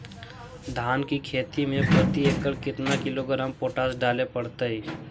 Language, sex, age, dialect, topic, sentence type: Magahi, male, 60-100, Central/Standard, agriculture, question